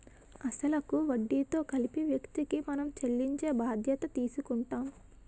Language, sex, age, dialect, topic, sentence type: Telugu, female, 18-24, Utterandhra, banking, statement